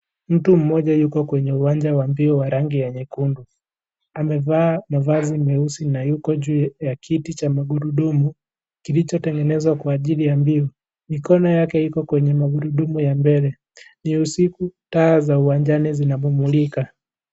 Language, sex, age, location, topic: Swahili, male, 18-24, Kisii, education